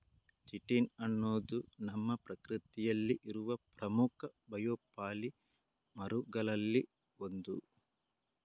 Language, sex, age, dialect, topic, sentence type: Kannada, male, 18-24, Coastal/Dakshin, agriculture, statement